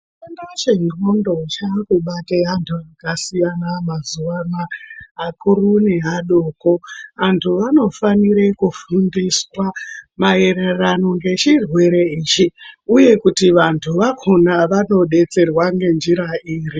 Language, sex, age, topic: Ndau, female, 36-49, health